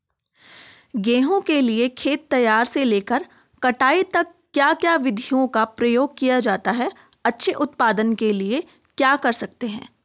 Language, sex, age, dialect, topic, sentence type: Hindi, female, 25-30, Garhwali, agriculture, question